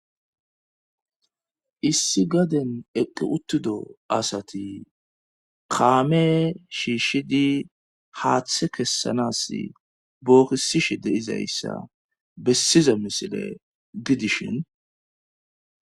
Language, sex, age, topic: Gamo, male, 25-35, government